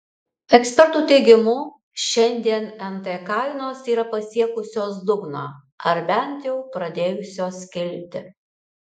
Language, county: Lithuanian, Alytus